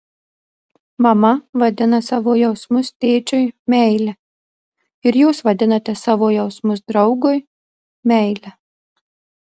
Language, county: Lithuanian, Marijampolė